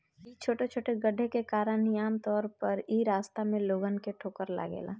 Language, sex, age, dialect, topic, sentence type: Bhojpuri, female, 25-30, Southern / Standard, agriculture, question